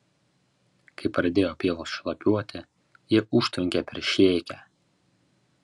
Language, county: Lithuanian, Vilnius